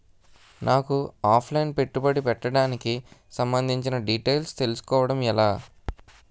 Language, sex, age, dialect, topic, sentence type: Telugu, male, 18-24, Utterandhra, banking, question